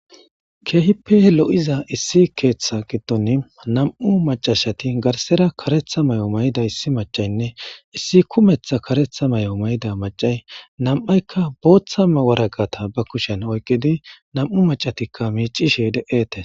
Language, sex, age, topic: Gamo, male, 18-24, government